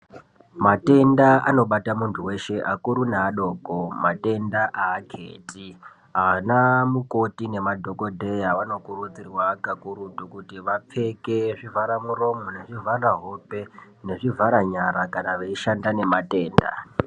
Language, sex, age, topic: Ndau, male, 18-24, health